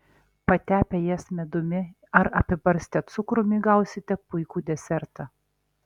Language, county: Lithuanian, Alytus